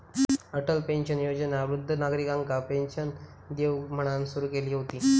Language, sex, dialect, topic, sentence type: Marathi, male, Southern Konkan, banking, statement